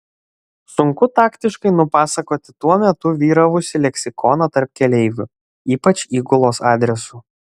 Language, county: Lithuanian, Šiauliai